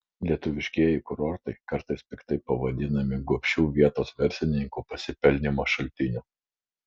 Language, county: Lithuanian, Vilnius